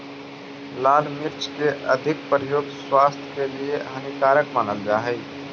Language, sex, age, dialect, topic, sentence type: Magahi, male, 18-24, Central/Standard, agriculture, statement